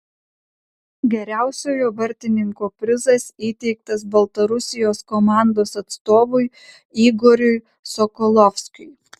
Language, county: Lithuanian, Kaunas